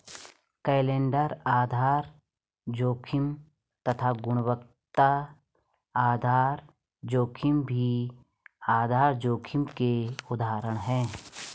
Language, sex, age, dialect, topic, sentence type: Hindi, female, 36-40, Garhwali, banking, statement